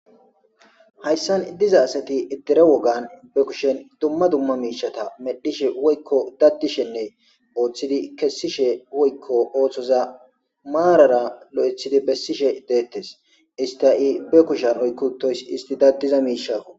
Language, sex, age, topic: Gamo, male, 25-35, government